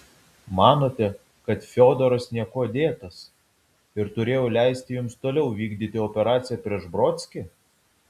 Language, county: Lithuanian, Vilnius